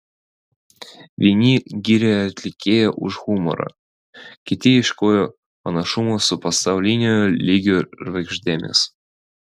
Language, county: Lithuanian, Vilnius